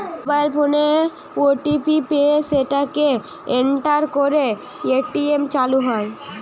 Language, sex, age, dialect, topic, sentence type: Bengali, female, 18-24, Western, banking, statement